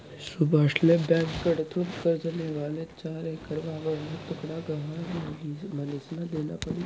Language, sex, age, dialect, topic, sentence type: Marathi, male, 18-24, Northern Konkan, banking, statement